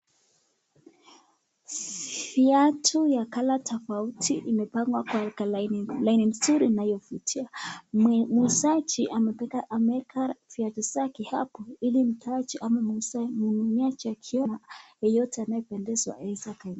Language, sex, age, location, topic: Swahili, female, 18-24, Nakuru, finance